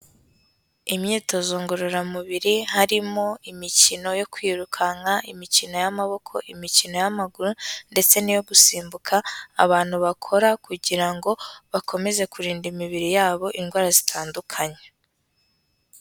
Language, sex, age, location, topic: Kinyarwanda, female, 18-24, Kigali, health